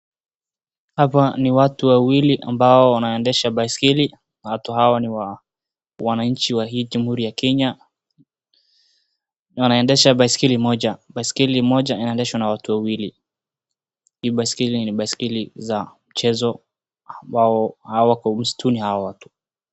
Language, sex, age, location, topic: Swahili, female, 36-49, Wajir, education